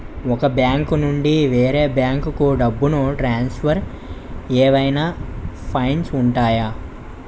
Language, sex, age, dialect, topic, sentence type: Telugu, male, 25-30, Utterandhra, banking, question